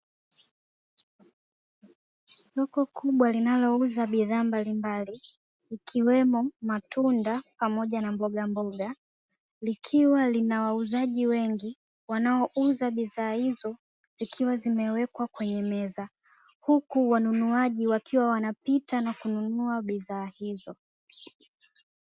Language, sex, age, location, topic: Swahili, female, 18-24, Dar es Salaam, finance